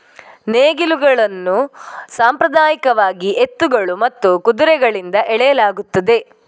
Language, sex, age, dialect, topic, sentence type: Kannada, female, 18-24, Coastal/Dakshin, agriculture, statement